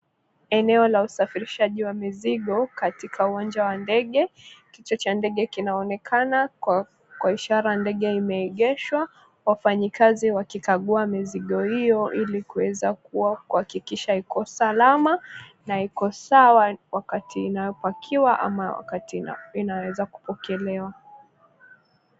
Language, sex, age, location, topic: Swahili, female, 25-35, Mombasa, government